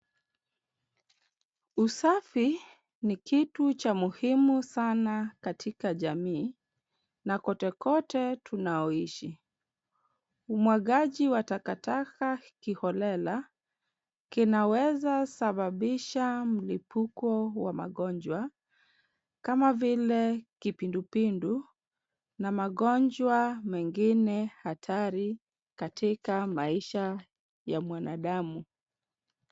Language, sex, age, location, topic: Swahili, female, 25-35, Kisumu, government